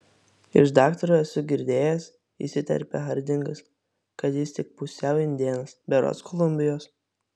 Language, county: Lithuanian, Vilnius